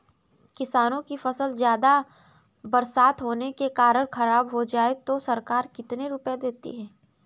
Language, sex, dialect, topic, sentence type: Hindi, female, Kanauji Braj Bhasha, agriculture, question